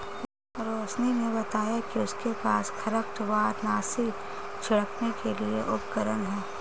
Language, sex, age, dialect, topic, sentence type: Hindi, female, 18-24, Marwari Dhudhari, agriculture, statement